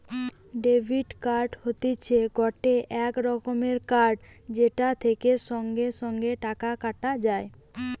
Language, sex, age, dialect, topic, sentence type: Bengali, female, 18-24, Western, banking, statement